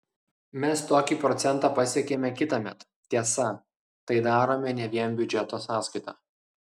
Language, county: Lithuanian, Klaipėda